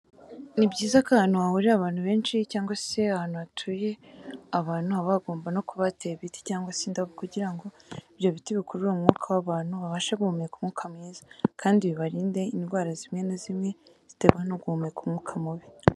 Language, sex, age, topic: Kinyarwanda, female, 18-24, education